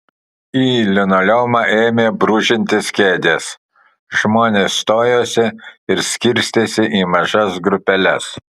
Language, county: Lithuanian, Kaunas